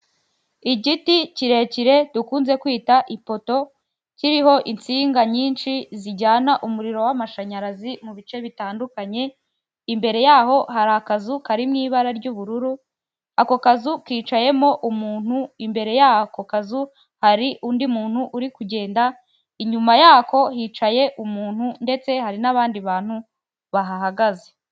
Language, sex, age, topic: Kinyarwanda, female, 18-24, government